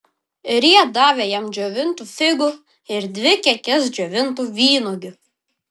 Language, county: Lithuanian, Vilnius